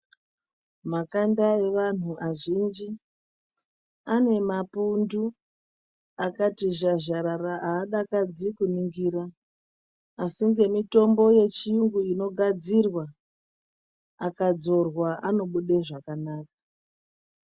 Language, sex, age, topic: Ndau, female, 36-49, health